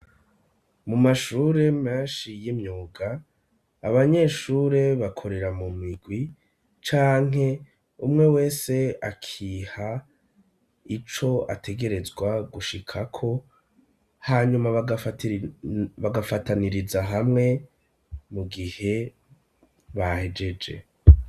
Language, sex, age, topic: Rundi, male, 36-49, education